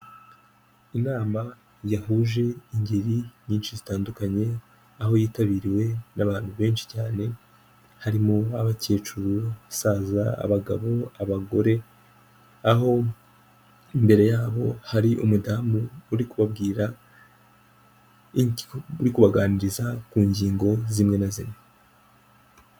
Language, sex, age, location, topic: Kinyarwanda, male, 18-24, Kigali, government